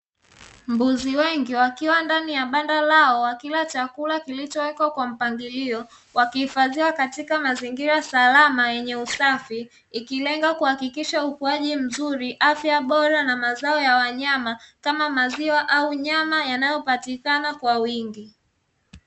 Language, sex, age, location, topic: Swahili, female, 25-35, Dar es Salaam, agriculture